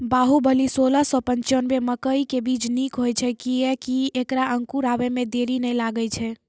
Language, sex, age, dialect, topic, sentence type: Maithili, female, 46-50, Angika, agriculture, question